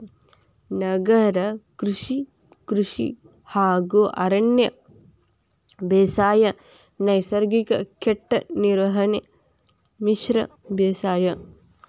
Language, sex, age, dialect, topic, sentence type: Kannada, female, 18-24, Dharwad Kannada, agriculture, statement